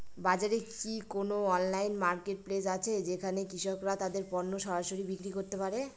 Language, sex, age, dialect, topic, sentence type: Bengali, female, 25-30, Northern/Varendri, agriculture, statement